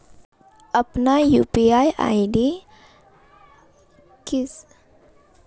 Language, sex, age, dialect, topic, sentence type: Hindi, female, 18-24, Marwari Dhudhari, banking, question